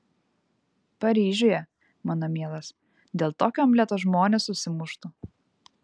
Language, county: Lithuanian, Vilnius